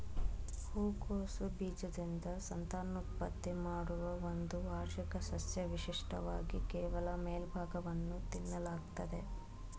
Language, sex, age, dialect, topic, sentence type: Kannada, female, 36-40, Mysore Kannada, agriculture, statement